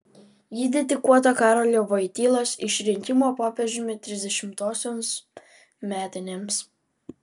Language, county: Lithuanian, Vilnius